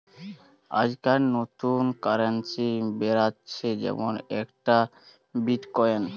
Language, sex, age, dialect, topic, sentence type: Bengali, male, 18-24, Western, banking, statement